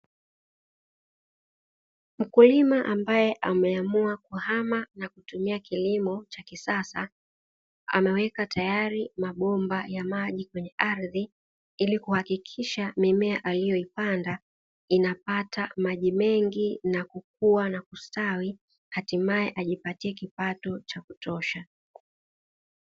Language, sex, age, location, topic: Swahili, female, 36-49, Dar es Salaam, agriculture